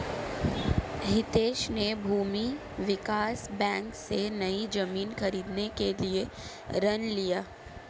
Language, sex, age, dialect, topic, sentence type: Hindi, female, 18-24, Marwari Dhudhari, banking, statement